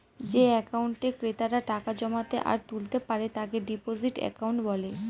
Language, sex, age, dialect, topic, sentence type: Bengali, female, 18-24, Northern/Varendri, banking, statement